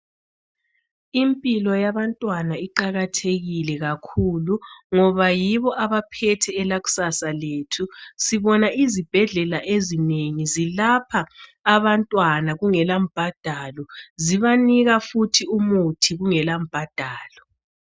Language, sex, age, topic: North Ndebele, male, 36-49, health